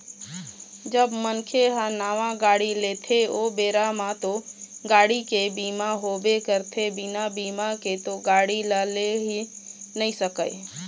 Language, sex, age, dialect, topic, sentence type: Chhattisgarhi, female, 31-35, Eastern, banking, statement